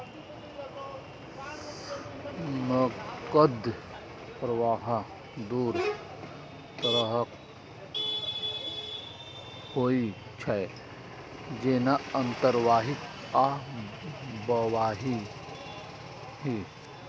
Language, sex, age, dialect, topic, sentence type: Maithili, male, 31-35, Eastern / Thethi, banking, statement